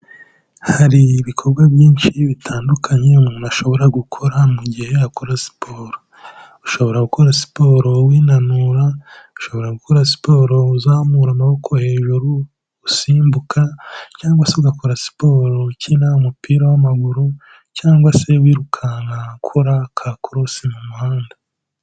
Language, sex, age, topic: Kinyarwanda, male, 18-24, health